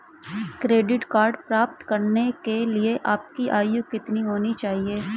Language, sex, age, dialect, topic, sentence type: Hindi, male, 25-30, Hindustani Malvi Khadi Boli, banking, question